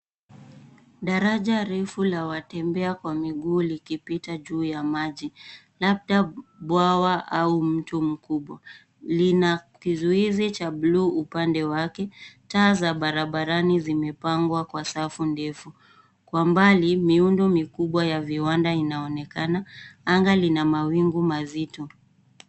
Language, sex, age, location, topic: Swahili, female, 18-24, Nairobi, government